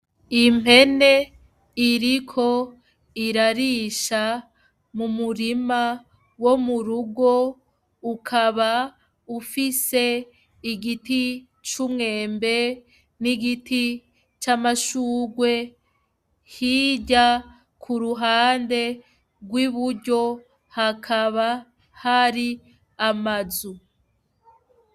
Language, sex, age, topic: Rundi, female, 25-35, education